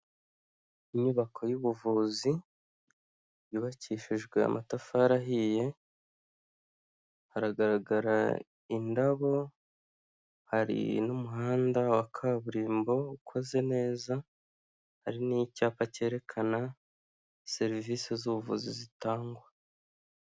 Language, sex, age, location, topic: Kinyarwanda, male, 25-35, Kigali, health